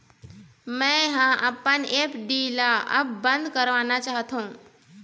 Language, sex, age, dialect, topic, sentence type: Chhattisgarhi, female, 18-24, Eastern, banking, statement